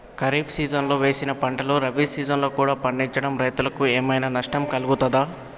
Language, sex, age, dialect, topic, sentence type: Telugu, male, 18-24, Telangana, agriculture, question